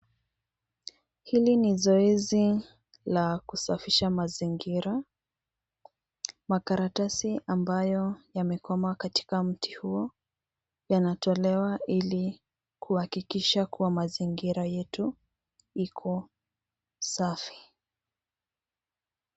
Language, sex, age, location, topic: Swahili, female, 25-35, Nairobi, government